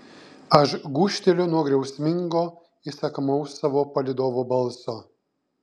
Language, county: Lithuanian, Šiauliai